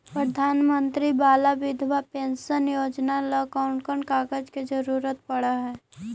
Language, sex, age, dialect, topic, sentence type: Magahi, female, 18-24, Central/Standard, banking, question